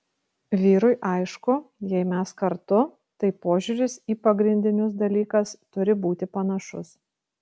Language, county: Lithuanian, Kaunas